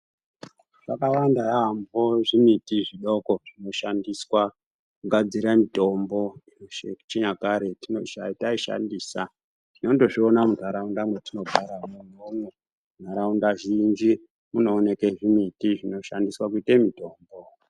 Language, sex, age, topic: Ndau, male, 50+, health